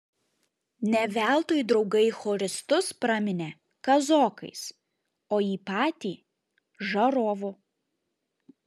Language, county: Lithuanian, Šiauliai